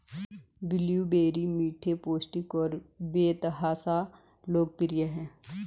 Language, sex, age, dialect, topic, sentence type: Hindi, female, 41-45, Garhwali, agriculture, statement